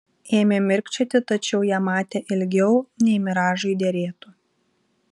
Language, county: Lithuanian, Vilnius